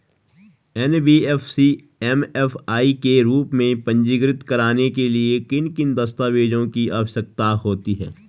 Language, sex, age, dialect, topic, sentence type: Hindi, male, 36-40, Garhwali, banking, question